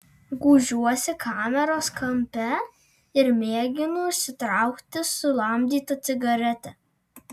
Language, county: Lithuanian, Alytus